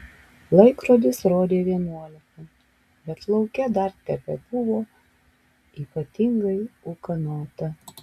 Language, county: Lithuanian, Alytus